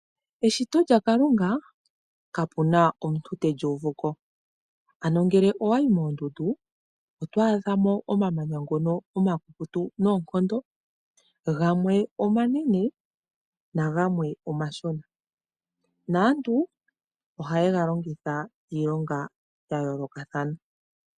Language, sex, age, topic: Oshiwambo, female, 18-24, agriculture